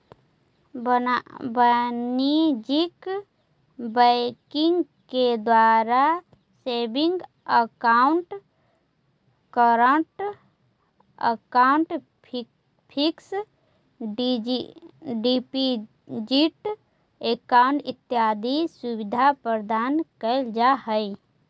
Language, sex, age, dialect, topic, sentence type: Magahi, female, 18-24, Central/Standard, banking, statement